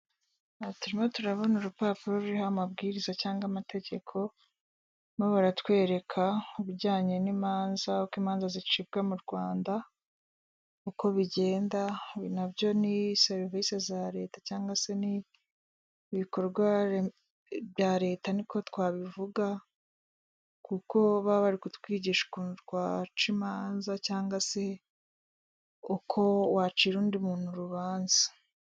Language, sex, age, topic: Kinyarwanda, female, 25-35, government